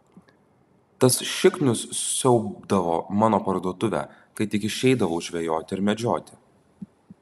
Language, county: Lithuanian, Utena